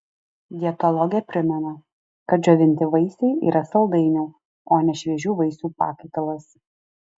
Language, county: Lithuanian, Alytus